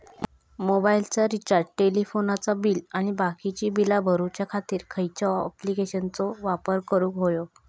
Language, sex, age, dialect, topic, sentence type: Marathi, female, 25-30, Southern Konkan, banking, question